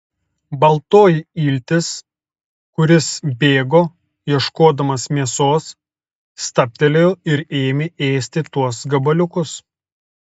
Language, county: Lithuanian, Telšiai